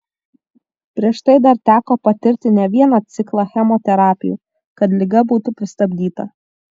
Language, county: Lithuanian, Vilnius